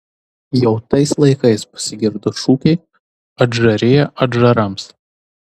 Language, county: Lithuanian, Tauragė